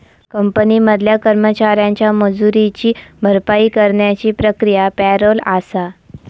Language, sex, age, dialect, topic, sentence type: Marathi, female, 25-30, Southern Konkan, banking, statement